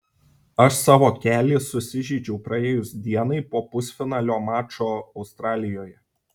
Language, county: Lithuanian, Šiauliai